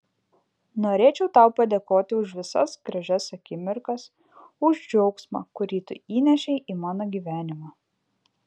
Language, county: Lithuanian, Vilnius